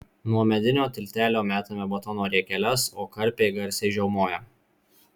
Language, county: Lithuanian, Marijampolė